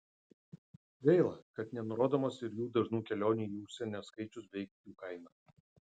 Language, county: Lithuanian, Utena